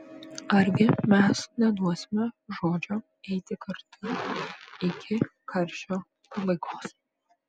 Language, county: Lithuanian, Vilnius